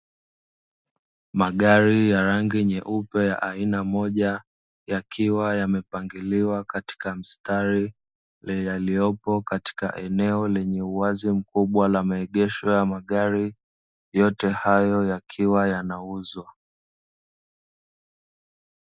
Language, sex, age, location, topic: Swahili, male, 25-35, Dar es Salaam, finance